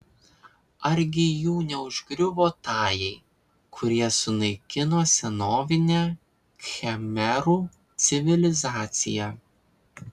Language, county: Lithuanian, Vilnius